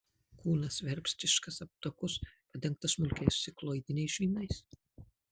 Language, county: Lithuanian, Marijampolė